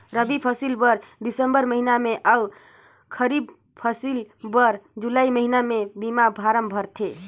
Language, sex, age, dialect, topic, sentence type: Chhattisgarhi, female, 25-30, Northern/Bhandar, agriculture, statement